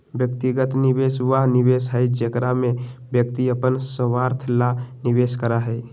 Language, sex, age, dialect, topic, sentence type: Magahi, male, 18-24, Western, banking, statement